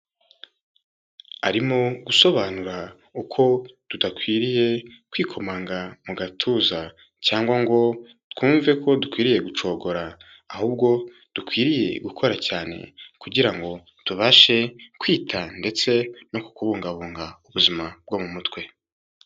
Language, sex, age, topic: Kinyarwanda, male, 18-24, health